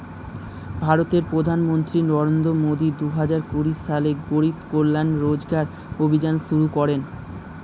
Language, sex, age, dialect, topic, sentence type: Bengali, male, 18-24, Standard Colloquial, banking, statement